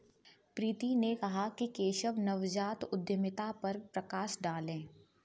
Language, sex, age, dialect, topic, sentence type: Hindi, female, 18-24, Kanauji Braj Bhasha, banking, statement